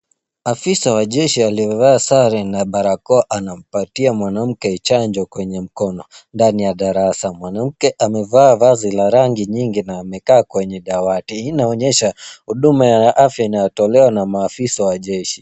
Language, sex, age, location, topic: Swahili, male, 18-24, Nairobi, health